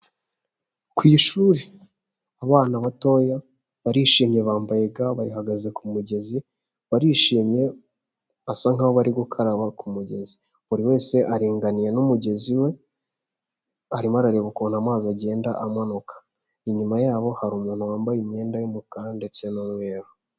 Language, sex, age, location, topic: Kinyarwanda, male, 18-24, Huye, health